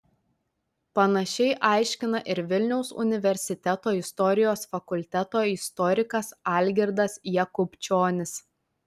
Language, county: Lithuanian, Telšiai